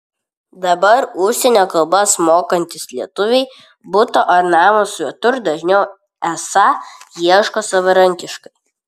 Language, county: Lithuanian, Vilnius